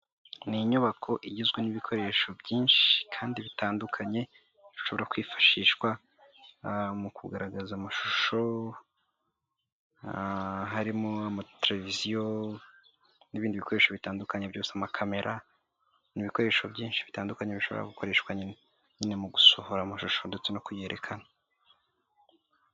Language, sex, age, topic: Kinyarwanda, male, 18-24, health